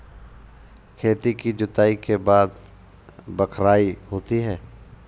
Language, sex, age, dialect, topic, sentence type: Hindi, male, 25-30, Awadhi Bundeli, agriculture, question